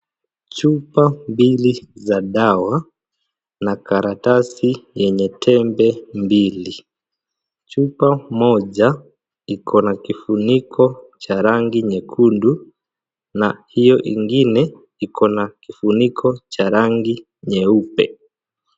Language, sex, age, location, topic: Swahili, male, 25-35, Kisii, health